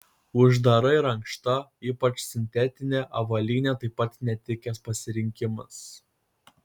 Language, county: Lithuanian, Kaunas